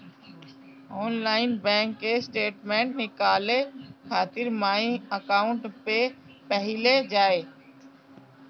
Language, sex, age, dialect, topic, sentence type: Bhojpuri, female, 36-40, Northern, banking, statement